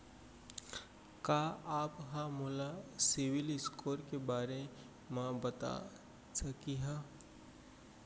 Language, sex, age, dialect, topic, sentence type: Chhattisgarhi, male, 25-30, Central, banking, statement